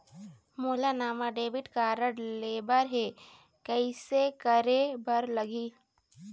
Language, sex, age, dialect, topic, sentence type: Chhattisgarhi, female, 18-24, Eastern, banking, question